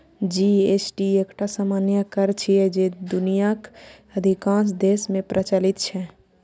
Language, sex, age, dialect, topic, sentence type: Maithili, female, 18-24, Eastern / Thethi, banking, statement